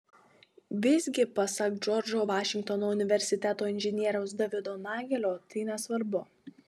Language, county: Lithuanian, Marijampolė